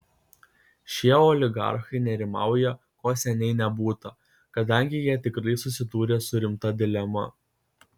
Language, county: Lithuanian, Kaunas